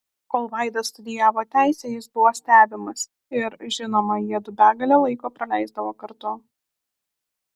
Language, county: Lithuanian, Alytus